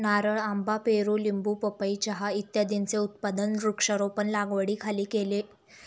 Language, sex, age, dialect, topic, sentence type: Marathi, female, 18-24, Standard Marathi, agriculture, statement